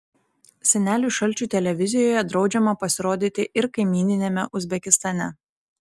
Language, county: Lithuanian, Šiauliai